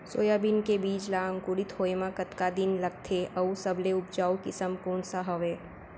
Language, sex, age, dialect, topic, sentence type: Chhattisgarhi, female, 18-24, Central, agriculture, question